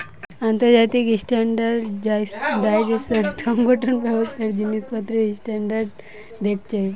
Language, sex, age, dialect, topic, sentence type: Bengali, female, 18-24, Western, banking, statement